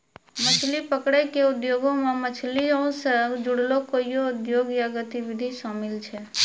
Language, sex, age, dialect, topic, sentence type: Maithili, female, 25-30, Angika, agriculture, statement